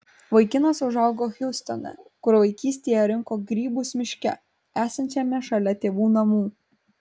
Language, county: Lithuanian, Kaunas